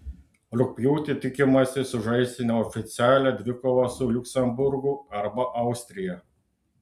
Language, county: Lithuanian, Klaipėda